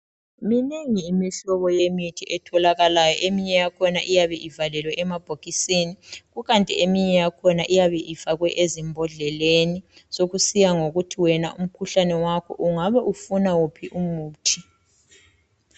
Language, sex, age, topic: North Ndebele, male, 36-49, health